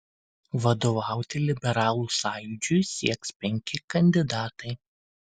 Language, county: Lithuanian, Kaunas